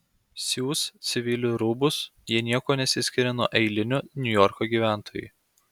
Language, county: Lithuanian, Klaipėda